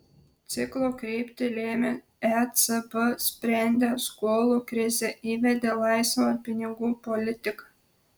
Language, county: Lithuanian, Telšiai